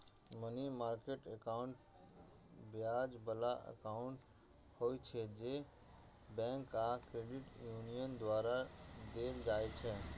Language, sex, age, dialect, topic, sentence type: Maithili, male, 31-35, Eastern / Thethi, banking, statement